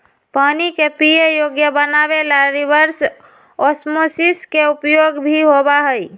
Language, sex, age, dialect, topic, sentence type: Magahi, female, 25-30, Western, agriculture, statement